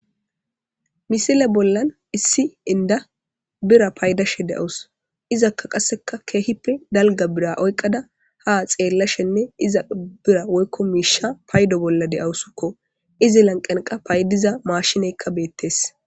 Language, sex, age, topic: Gamo, male, 18-24, government